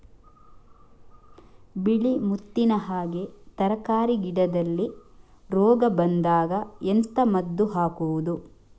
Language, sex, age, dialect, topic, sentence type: Kannada, female, 46-50, Coastal/Dakshin, agriculture, question